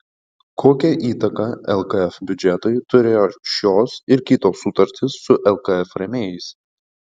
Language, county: Lithuanian, Panevėžys